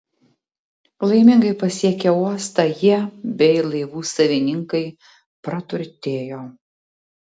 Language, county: Lithuanian, Tauragė